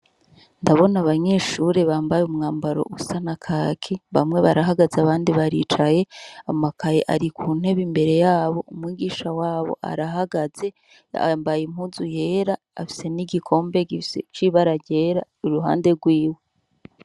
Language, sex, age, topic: Rundi, female, 36-49, education